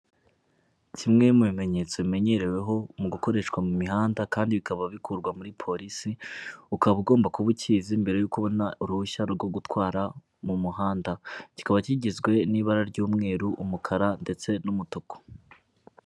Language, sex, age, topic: Kinyarwanda, male, 25-35, government